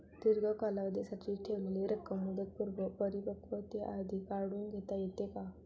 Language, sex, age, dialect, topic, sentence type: Marathi, female, 18-24, Standard Marathi, banking, question